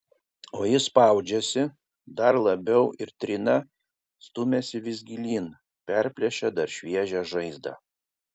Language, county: Lithuanian, Kaunas